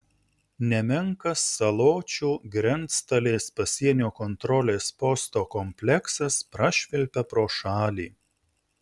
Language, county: Lithuanian, Utena